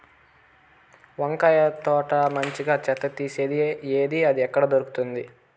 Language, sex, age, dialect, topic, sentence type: Telugu, male, 25-30, Southern, agriculture, question